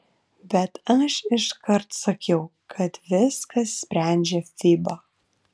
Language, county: Lithuanian, Vilnius